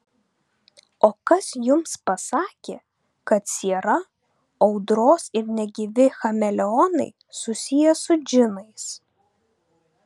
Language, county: Lithuanian, Vilnius